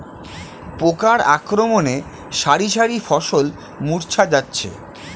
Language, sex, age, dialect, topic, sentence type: Bengali, male, 31-35, Standard Colloquial, agriculture, question